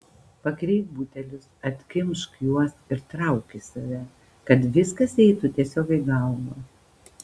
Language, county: Lithuanian, Panevėžys